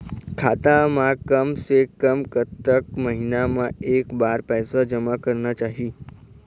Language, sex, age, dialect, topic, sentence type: Chhattisgarhi, male, 18-24, Eastern, banking, question